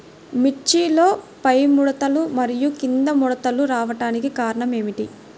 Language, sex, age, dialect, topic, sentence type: Telugu, male, 60-100, Central/Coastal, agriculture, question